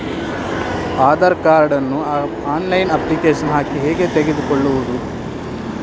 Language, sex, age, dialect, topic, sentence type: Kannada, male, 18-24, Coastal/Dakshin, banking, question